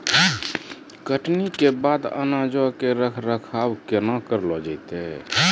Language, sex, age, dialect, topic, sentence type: Maithili, male, 46-50, Angika, agriculture, statement